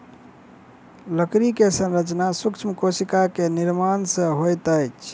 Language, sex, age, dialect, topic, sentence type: Maithili, male, 25-30, Southern/Standard, agriculture, statement